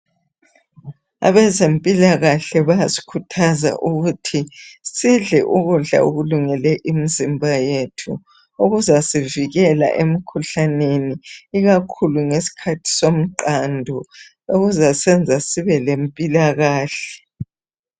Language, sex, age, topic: North Ndebele, female, 50+, health